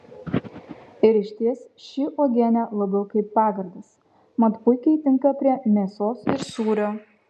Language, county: Lithuanian, Kaunas